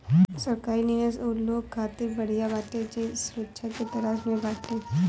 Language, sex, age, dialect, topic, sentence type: Bhojpuri, female, 18-24, Northern, banking, statement